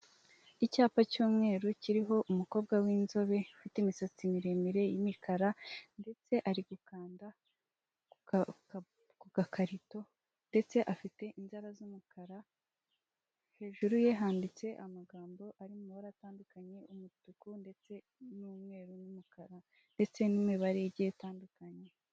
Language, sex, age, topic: Kinyarwanda, female, 18-24, finance